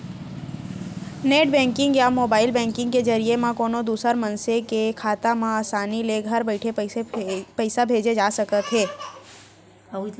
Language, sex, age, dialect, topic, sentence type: Chhattisgarhi, female, 18-24, Central, banking, statement